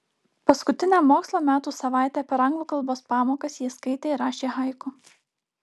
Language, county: Lithuanian, Alytus